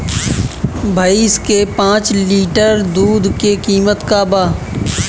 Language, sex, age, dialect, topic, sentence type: Bhojpuri, male, 18-24, Southern / Standard, agriculture, question